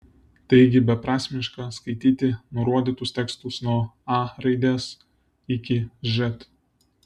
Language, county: Lithuanian, Vilnius